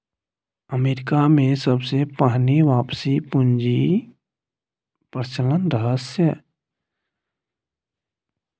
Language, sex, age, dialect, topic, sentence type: Maithili, male, 18-24, Bajjika, banking, statement